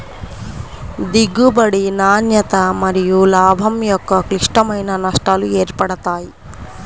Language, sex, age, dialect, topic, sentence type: Telugu, female, 25-30, Central/Coastal, agriculture, statement